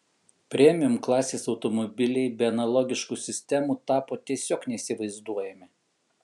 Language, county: Lithuanian, Kaunas